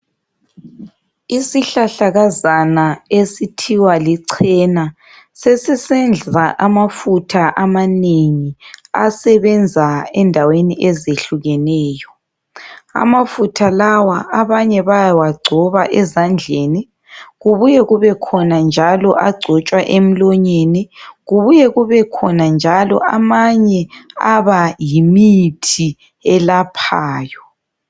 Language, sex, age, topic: North Ndebele, male, 36-49, health